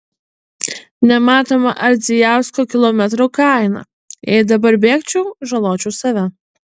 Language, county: Lithuanian, Utena